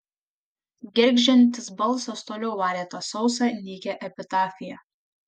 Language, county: Lithuanian, Kaunas